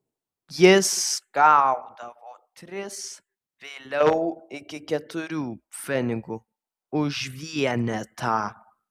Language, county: Lithuanian, Vilnius